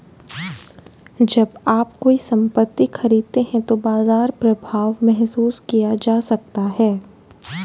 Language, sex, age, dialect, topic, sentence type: Hindi, female, 18-24, Hindustani Malvi Khadi Boli, banking, statement